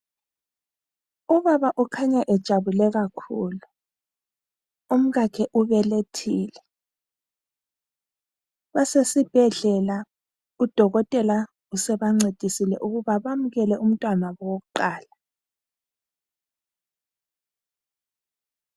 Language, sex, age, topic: North Ndebele, female, 25-35, health